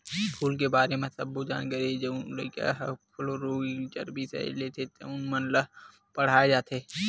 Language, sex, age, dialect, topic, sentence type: Chhattisgarhi, male, 60-100, Western/Budati/Khatahi, agriculture, statement